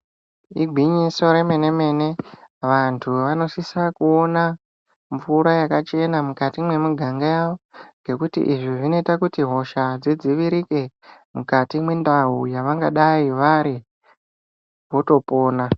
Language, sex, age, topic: Ndau, male, 25-35, health